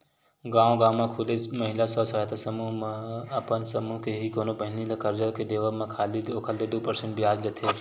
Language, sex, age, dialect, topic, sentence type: Chhattisgarhi, male, 18-24, Western/Budati/Khatahi, banking, statement